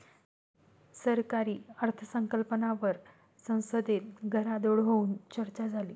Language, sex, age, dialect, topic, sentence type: Marathi, female, 31-35, Standard Marathi, banking, statement